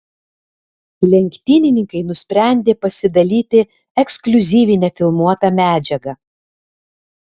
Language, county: Lithuanian, Alytus